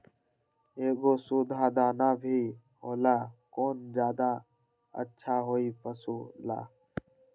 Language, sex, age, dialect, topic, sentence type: Magahi, male, 18-24, Western, agriculture, question